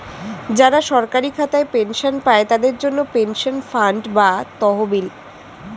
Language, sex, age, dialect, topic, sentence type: Bengali, female, 18-24, Standard Colloquial, banking, statement